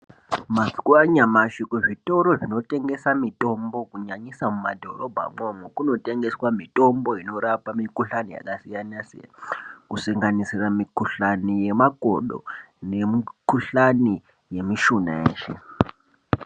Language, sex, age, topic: Ndau, male, 18-24, health